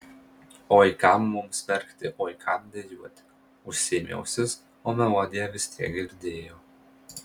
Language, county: Lithuanian, Marijampolė